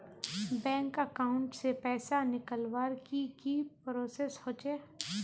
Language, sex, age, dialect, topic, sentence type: Magahi, female, 18-24, Northeastern/Surjapuri, banking, question